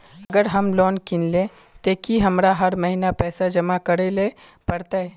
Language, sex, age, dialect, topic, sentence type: Magahi, male, 18-24, Northeastern/Surjapuri, banking, question